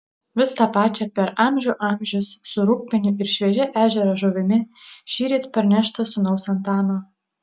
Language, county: Lithuanian, Utena